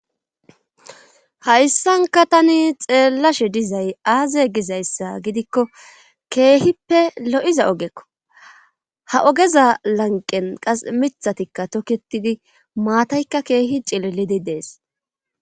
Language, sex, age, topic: Gamo, female, 36-49, government